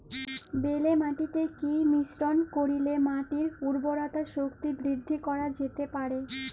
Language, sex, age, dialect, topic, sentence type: Bengali, female, 18-24, Jharkhandi, agriculture, question